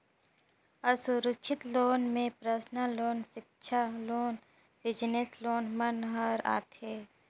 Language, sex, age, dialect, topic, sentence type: Chhattisgarhi, female, 25-30, Northern/Bhandar, banking, statement